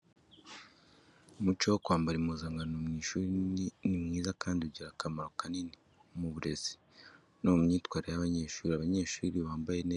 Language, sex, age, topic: Kinyarwanda, male, 25-35, education